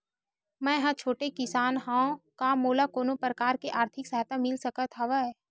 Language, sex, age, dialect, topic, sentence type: Chhattisgarhi, female, 31-35, Western/Budati/Khatahi, agriculture, question